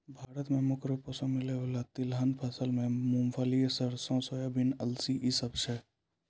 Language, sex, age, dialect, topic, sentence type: Maithili, male, 18-24, Angika, agriculture, statement